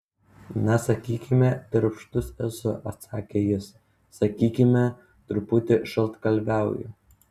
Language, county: Lithuanian, Utena